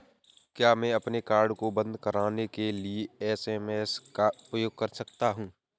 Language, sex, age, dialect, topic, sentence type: Hindi, male, 18-24, Awadhi Bundeli, banking, question